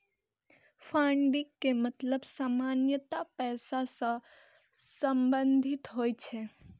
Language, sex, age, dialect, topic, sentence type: Maithili, female, 18-24, Eastern / Thethi, banking, statement